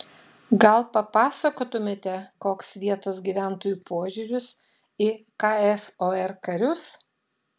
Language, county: Lithuanian, Šiauliai